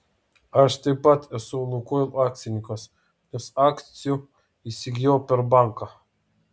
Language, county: Lithuanian, Vilnius